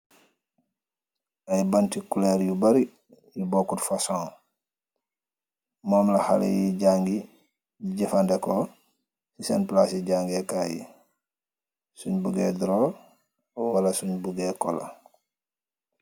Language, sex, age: Wolof, male, 25-35